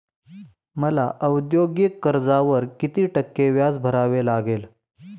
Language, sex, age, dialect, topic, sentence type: Marathi, male, 18-24, Standard Marathi, banking, question